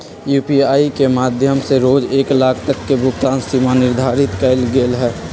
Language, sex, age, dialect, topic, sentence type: Magahi, male, 56-60, Western, banking, statement